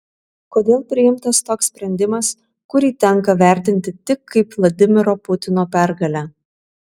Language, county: Lithuanian, Vilnius